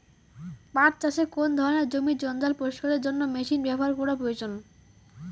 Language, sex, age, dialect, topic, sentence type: Bengali, male, 18-24, Rajbangshi, agriculture, question